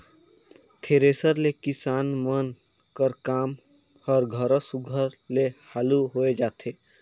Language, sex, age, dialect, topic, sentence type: Chhattisgarhi, male, 56-60, Northern/Bhandar, agriculture, statement